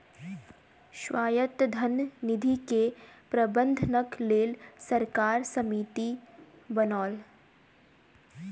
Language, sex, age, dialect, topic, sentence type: Maithili, female, 18-24, Southern/Standard, banking, statement